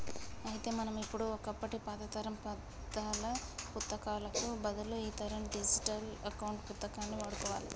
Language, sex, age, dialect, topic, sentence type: Telugu, female, 31-35, Telangana, banking, statement